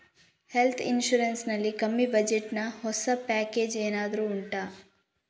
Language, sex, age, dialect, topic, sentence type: Kannada, female, 36-40, Coastal/Dakshin, banking, question